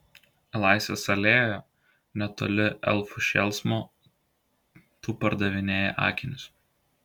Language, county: Lithuanian, Klaipėda